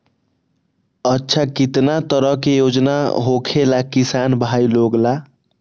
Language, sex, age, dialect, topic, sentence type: Magahi, male, 18-24, Western, agriculture, question